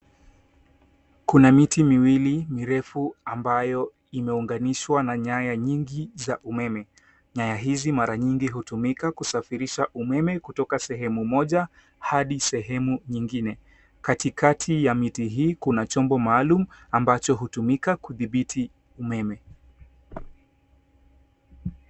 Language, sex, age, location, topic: Swahili, male, 18-24, Nairobi, government